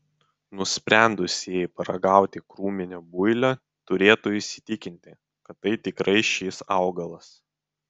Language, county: Lithuanian, Vilnius